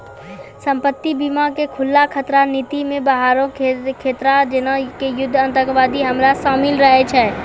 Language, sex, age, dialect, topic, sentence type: Maithili, female, 18-24, Angika, banking, statement